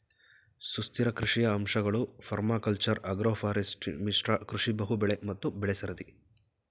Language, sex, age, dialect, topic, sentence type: Kannada, male, 31-35, Mysore Kannada, agriculture, statement